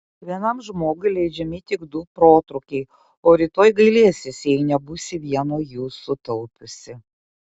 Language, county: Lithuanian, Kaunas